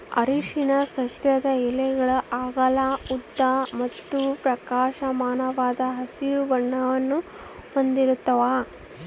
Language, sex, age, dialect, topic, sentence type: Kannada, female, 25-30, Central, agriculture, statement